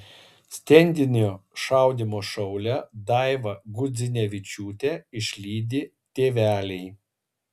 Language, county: Lithuanian, Kaunas